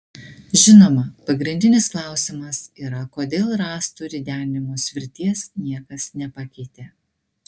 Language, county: Lithuanian, Klaipėda